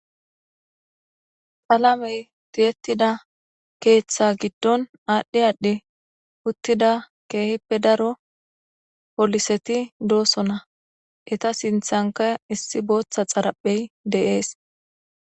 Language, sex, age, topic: Gamo, female, 18-24, government